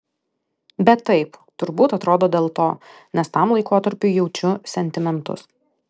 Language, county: Lithuanian, Alytus